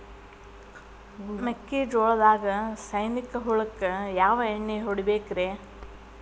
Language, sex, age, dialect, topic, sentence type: Kannada, female, 31-35, Dharwad Kannada, agriculture, question